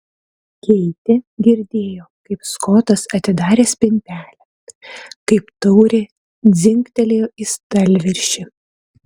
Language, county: Lithuanian, Utena